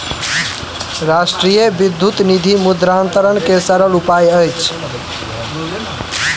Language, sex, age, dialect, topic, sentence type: Maithili, male, 18-24, Southern/Standard, banking, statement